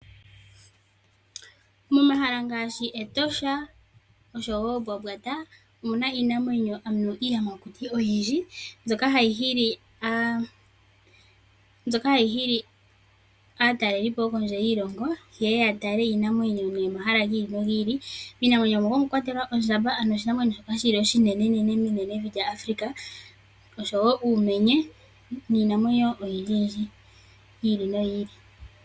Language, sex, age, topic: Oshiwambo, female, 18-24, agriculture